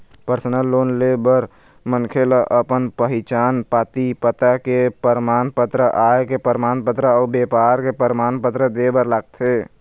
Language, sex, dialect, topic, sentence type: Chhattisgarhi, male, Eastern, banking, statement